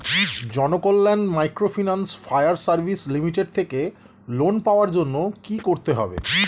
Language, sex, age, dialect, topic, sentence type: Bengali, male, 36-40, Standard Colloquial, banking, question